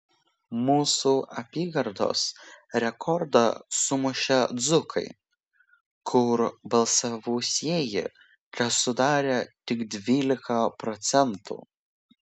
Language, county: Lithuanian, Vilnius